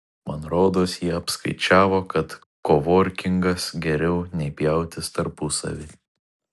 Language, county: Lithuanian, Kaunas